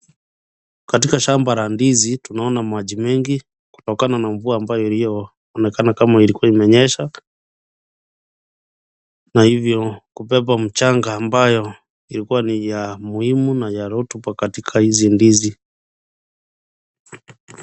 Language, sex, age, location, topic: Swahili, male, 36-49, Kisumu, agriculture